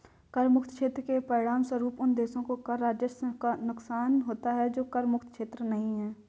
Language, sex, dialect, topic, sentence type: Hindi, female, Kanauji Braj Bhasha, banking, statement